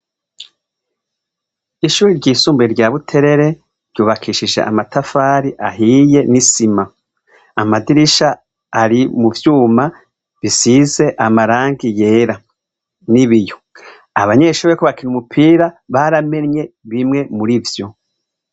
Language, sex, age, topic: Rundi, male, 36-49, education